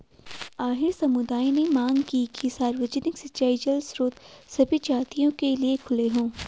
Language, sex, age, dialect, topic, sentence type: Hindi, female, 18-24, Garhwali, agriculture, statement